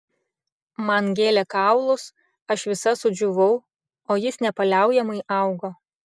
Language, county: Lithuanian, Šiauliai